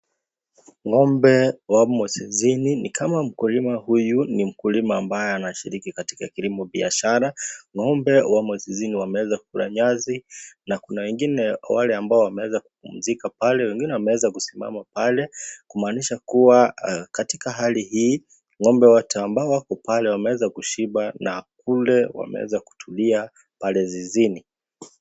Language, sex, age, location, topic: Swahili, male, 25-35, Kisii, agriculture